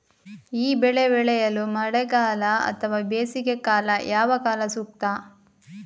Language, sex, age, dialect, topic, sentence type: Kannada, female, 31-35, Coastal/Dakshin, agriculture, question